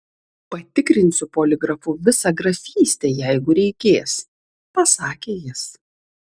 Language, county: Lithuanian, Vilnius